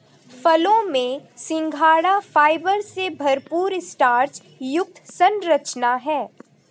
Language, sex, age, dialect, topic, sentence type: Hindi, female, 18-24, Marwari Dhudhari, agriculture, statement